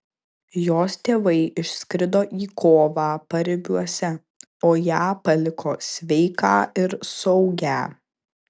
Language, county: Lithuanian, Kaunas